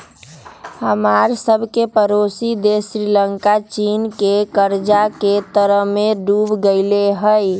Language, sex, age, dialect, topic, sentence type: Magahi, female, 18-24, Western, banking, statement